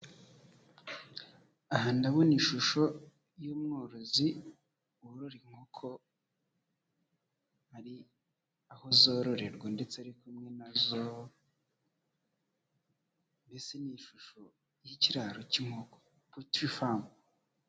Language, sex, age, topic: Kinyarwanda, male, 25-35, agriculture